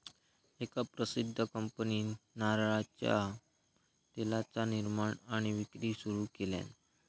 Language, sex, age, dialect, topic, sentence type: Marathi, male, 25-30, Southern Konkan, agriculture, statement